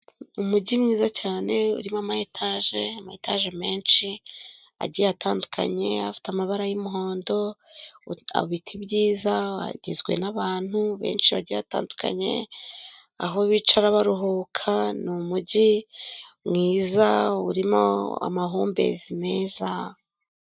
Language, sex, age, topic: Kinyarwanda, female, 25-35, government